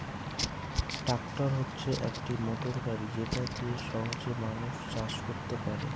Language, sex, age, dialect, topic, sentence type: Bengali, male, 18-24, Northern/Varendri, agriculture, statement